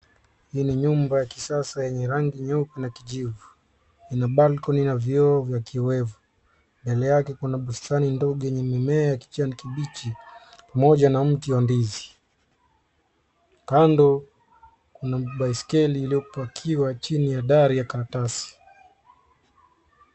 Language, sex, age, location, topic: Swahili, male, 25-35, Nairobi, finance